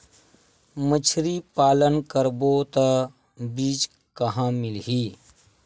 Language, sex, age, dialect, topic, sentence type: Chhattisgarhi, male, 36-40, Western/Budati/Khatahi, agriculture, question